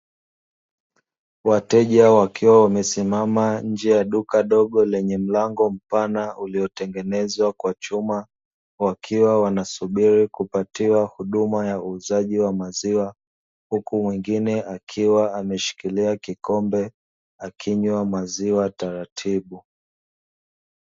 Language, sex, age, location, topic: Swahili, male, 25-35, Dar es Salaam, finance